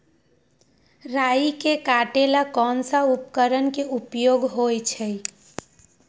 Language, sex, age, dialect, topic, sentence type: Magahi, female, 18-24, Western, agriculture, question